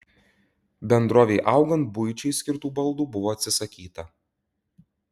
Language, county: Lithuanian, Utena